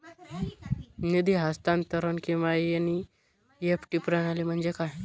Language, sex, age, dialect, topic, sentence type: Marathi, male, 18-24, Northern Konkan, banking, question